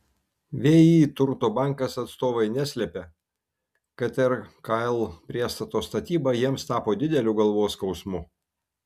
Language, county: Lithuanian, Kaunas